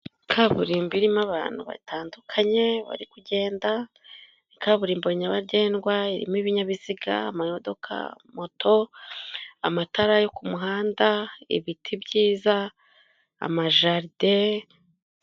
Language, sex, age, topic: Kinyarwanda, female, 25-35, government